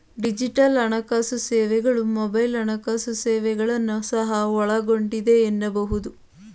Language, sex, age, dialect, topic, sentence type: Kannada, female, 18-24, Mysore Kannada, banking, statement